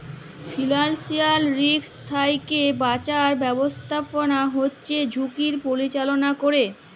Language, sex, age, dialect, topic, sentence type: Bengali, female, 18-24, Jharkhandi, banking, statement